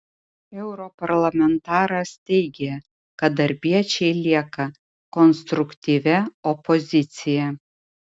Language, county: Lithuanian, Utena